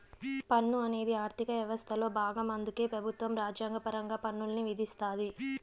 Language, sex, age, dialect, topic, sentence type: Telugu, female, 46-50, Southern, banking, statement